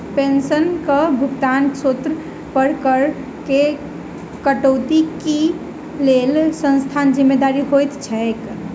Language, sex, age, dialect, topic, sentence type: Maithili, female, 18-24, Southern/Standard, banking, question